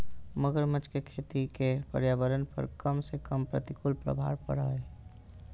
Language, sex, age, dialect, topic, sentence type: Magahi, male, 31-35, Southern, agriculture, statement